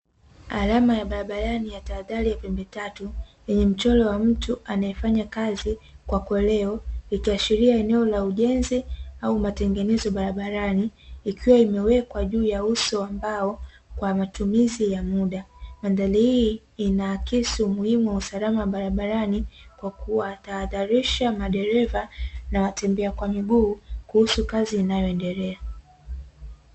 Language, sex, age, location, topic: Swahili, female, 18-24, Dar es Salaam, government